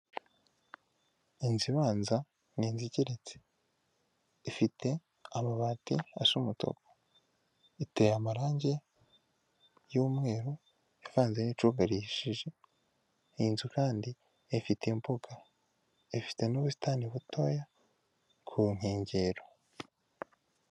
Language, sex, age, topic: Kinyarwanda, female, 18-24, finance